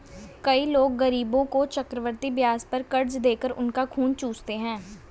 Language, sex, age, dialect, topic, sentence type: Hindi, male, 18-24, Hindustani Malvi Khadi Boli, banking, statement